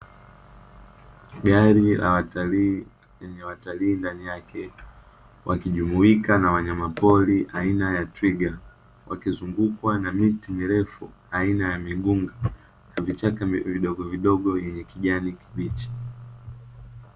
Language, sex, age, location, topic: Swahili, male, 18-24, Dar es Salaam, agriculture